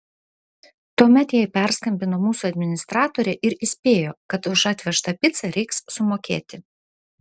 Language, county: Lithuanian, Vilnius